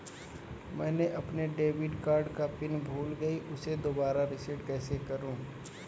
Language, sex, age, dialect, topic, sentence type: Hindi, male, 18-24, Kanauji Braj Bhasha, banking, statement